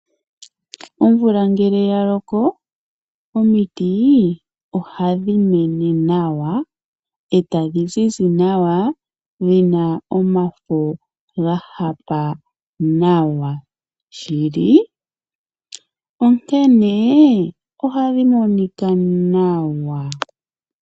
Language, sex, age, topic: Oshiwambo, female, 25-35, agriculture